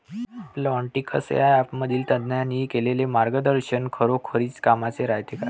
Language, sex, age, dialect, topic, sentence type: Marathi, male, 18-24, Varhadi, agriculture, question